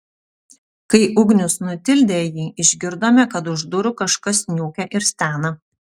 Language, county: Lithuanian, Utena